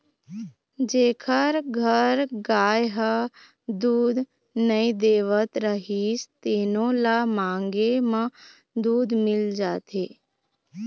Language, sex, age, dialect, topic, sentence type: Chhattisgarhi, female, 25-30, Eastern, agriculture, statement